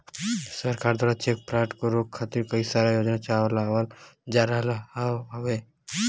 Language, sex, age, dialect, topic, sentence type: Bhojpuri, male, 18-24, Western, banking, statement